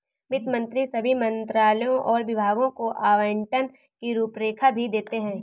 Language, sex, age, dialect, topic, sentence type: Hindi, female, 18-24, Awadhi Bundeli, banking, statement